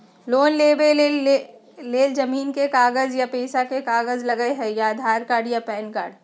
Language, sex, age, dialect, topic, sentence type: Magahi, female, 60-100, Western, banking, question